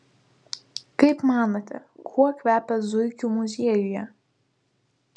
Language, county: Lithuanian, Vilnius